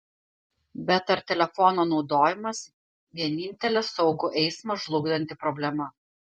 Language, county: Lithuanian, Panevėžys